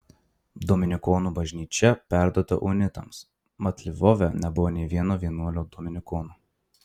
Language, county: Lithuanian, Marijampolė